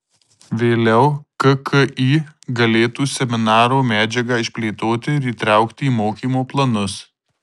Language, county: Lithuanian, Marijampolė